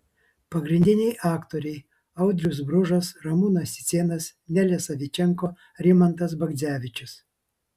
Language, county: Lithuanian, Vilnius